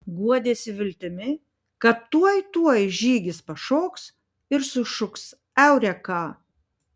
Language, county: Lithuanian, Panevėžys